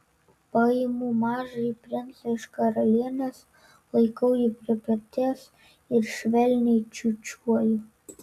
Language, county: Lithuanian, Vilnius